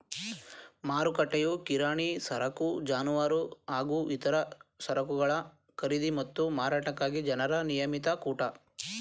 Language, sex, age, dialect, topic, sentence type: Kannada, male, 18-24, Mysore Kannada, agriculture, statement